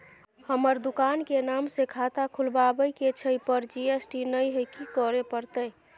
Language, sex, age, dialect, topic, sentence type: Maithili, female, 18-24, Bajjika, banking, question